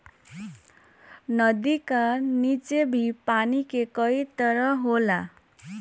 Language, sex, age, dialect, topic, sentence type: Bhojpuri, male, 31-35, Northern, agriculture, statement